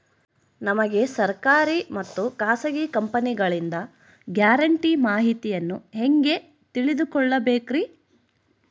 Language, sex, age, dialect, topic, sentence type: Kannada, female, 60-100, Central, banking, question